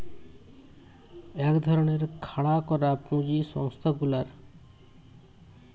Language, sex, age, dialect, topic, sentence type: Bengali, male, 25-30, Western, banking, statement